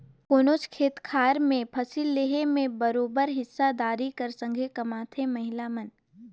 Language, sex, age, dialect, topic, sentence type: Chhattisgarhi, female, 18-24, Northern/Bhandar, agriculture, statement